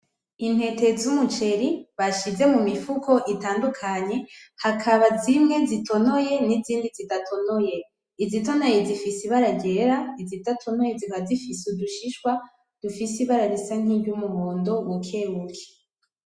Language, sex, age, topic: Rundi, female, 18-24, agriculture